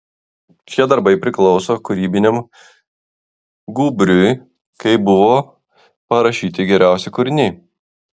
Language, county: Lithuanian, Klaipėda